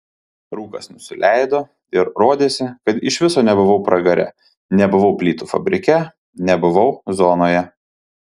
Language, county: Lithuanian, Panevėžys